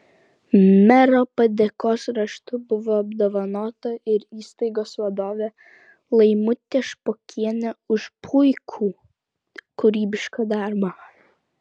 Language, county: Lithuanian, Vilnius